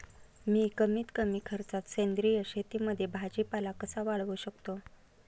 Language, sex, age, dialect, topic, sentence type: Marathi, female, 31-35, Standard Marathi, agriculture, question